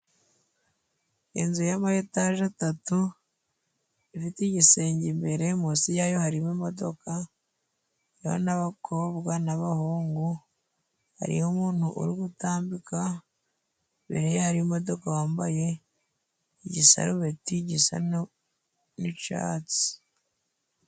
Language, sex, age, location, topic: Kinyarwanda, female, 25-35, Musanze, government